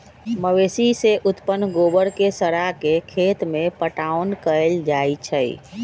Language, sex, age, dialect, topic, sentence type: Magahi, male, 41-45, Western, agriculture, statement